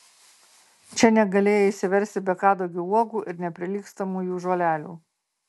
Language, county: Lithuanian, Marijampolė